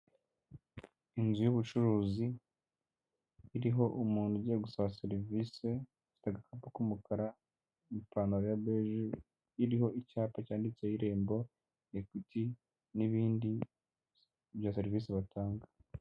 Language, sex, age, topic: Kinyarwanda, male, 18-24, government